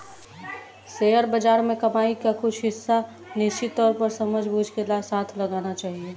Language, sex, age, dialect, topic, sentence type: Hindi, female, 18-24, Kanauji Braj Bhasha, banking, statement